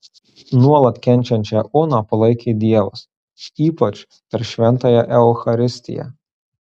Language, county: Lithuanian, Marijampolė